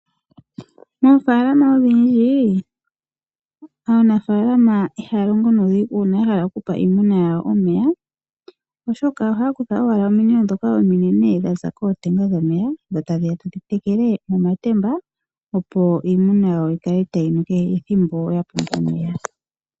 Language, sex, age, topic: Oshiwambo, female, 25-35, agriculture